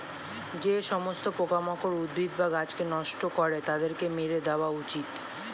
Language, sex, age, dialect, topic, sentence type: Bengali, male, 18-24, Standard Colloquial, agriculture, statement